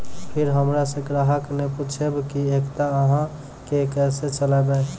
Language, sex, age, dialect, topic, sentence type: Maithili, male, 25-30, Angika, banking, question